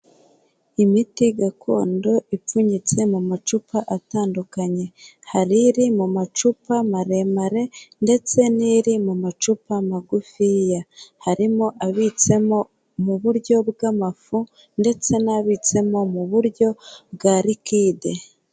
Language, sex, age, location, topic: Kinyarwanda, female, 18-24, Kigali, health